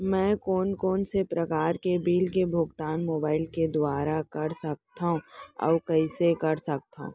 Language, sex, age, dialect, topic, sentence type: Chhattisgarhi, female, 18-24, Central, banking, question